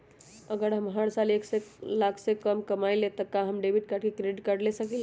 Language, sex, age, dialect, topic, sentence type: Magahi, female, 18-24, Western, banking, question